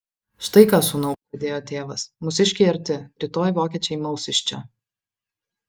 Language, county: Lithuanian, Vilnius